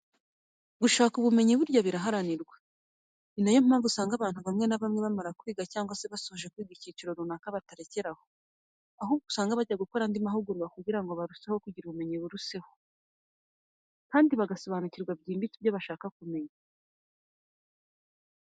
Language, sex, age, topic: Kinyarwanda, female, 25-35, education